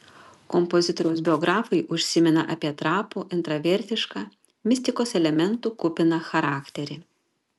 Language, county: Lithuanian, Panevėžys